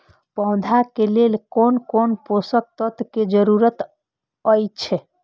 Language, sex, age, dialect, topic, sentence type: Maithili, female, 25-30, Eastern / Thethi, agriculture, question